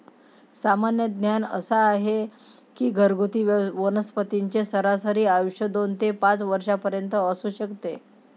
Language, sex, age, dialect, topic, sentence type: Marathi, female, 25-30, Varhadi, agriculture, statement